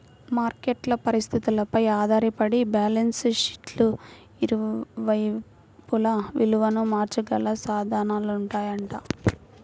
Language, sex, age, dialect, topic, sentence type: Telugu, female, 18-24, Central/Coastal, banking, statement